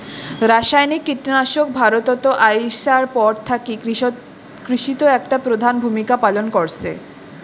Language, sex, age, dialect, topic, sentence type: Bengali, female, 25-30, Rajbangshi, agriculture, statement